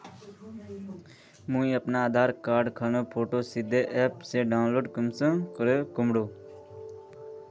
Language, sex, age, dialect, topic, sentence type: Magahi, male, 18-24, Northeastern/Surjapuri, banking, question